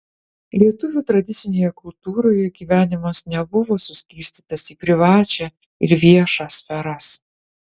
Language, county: Lithuanian, Utena